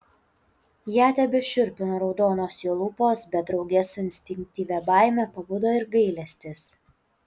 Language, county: Lithuanian, Utena